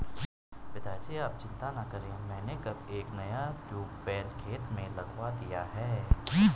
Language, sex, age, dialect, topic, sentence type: Hindi, male, 18-24, Garhwali, agriculture, statement